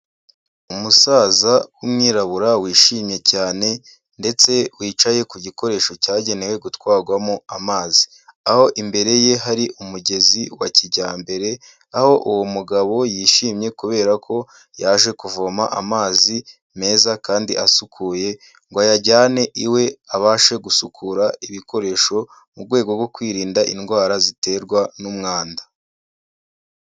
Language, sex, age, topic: Kinyarwanda, male, 18-24, health